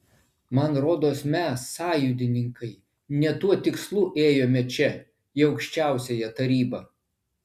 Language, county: Lithuanian, Vilnius